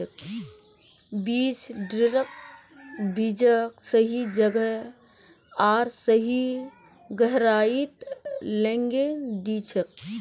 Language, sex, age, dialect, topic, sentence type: Magahi, female, 18-24, Northeastern/Surjapuri, agriculture, statement